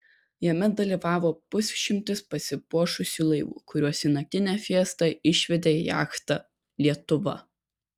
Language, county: Lithuanian, Kaunas